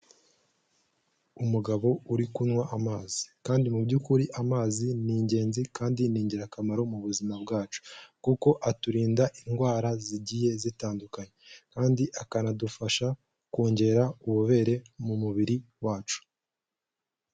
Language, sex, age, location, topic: Kinyarwanda, male, 18-24, Kigali, health